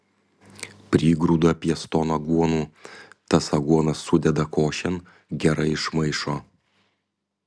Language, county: Lithuanian, Panevėžys